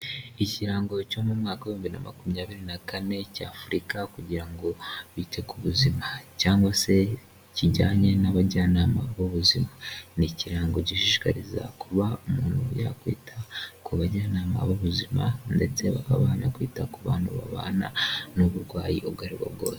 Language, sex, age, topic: Kinyarwanda, male, 18-24, health